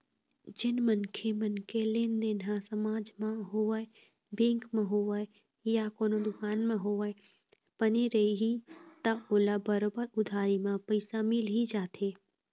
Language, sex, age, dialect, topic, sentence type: Chhattisgarhi, female, 25-30, Eastern, banking, statement